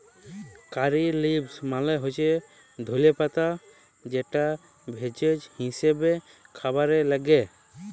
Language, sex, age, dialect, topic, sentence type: Bengali, male, 18-24, Jharkhandi, agriculture, statement